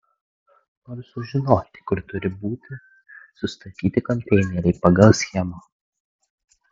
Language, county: Lithuanian, Klaipėda